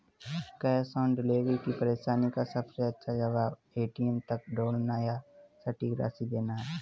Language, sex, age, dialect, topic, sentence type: Hindi, male, 18-24, Marwari Dhudhari, banking, statement